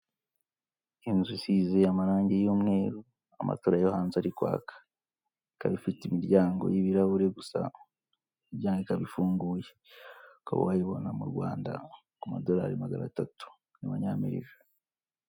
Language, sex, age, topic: Kinyarwanda, male, 25-35, finance